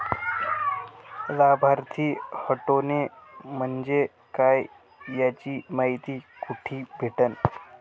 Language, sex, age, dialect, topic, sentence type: Marathi, male, 18-24, Varhadi, banking, question